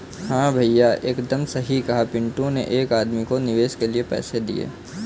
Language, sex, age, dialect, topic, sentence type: Hindi, male, 18-24, Kanauji Braj Bhasha, banking, statement